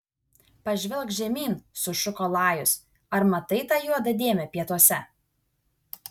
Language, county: Lithuanian, Vilnius